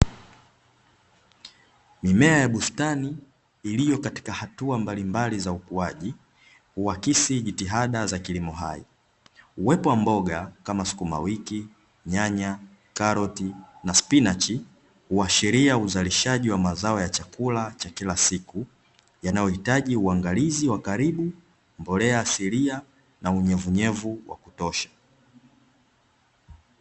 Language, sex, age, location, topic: Swahili, male, 18-24, Dar es Salaam, agriculture